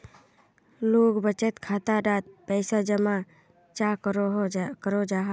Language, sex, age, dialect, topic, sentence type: Magahi, female, 31-35, Northeastern/Surjapuri, banking, question